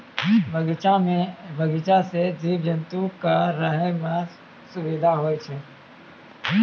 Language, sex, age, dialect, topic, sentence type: Maithili, male, 25-30, Angika, agriculture, statement